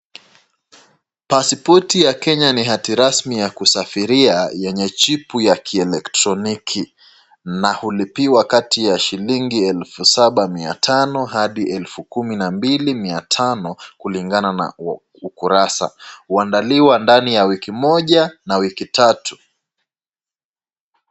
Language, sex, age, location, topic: Swahili, male, 25-35, Nakuru, government